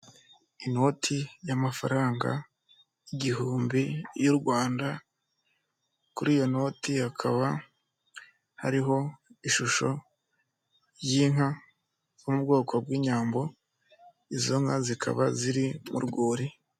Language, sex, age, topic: Kinyarwanda, male, 25-35, finance